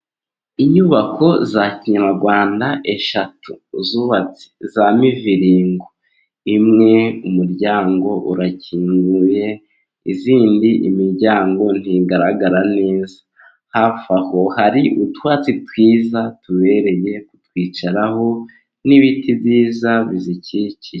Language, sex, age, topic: Kinyarwanda, male, 18-24, government